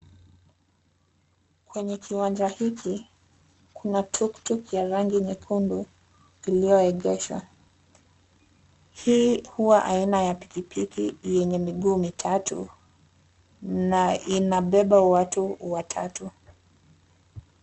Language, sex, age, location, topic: Swahili, female, 25-35, Nairobi, finance